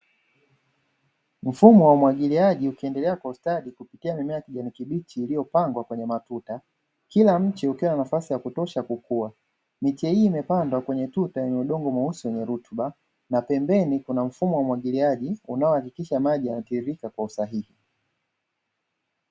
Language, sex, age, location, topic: Swahili, male, 25-35, Dar es Salaam, agriculture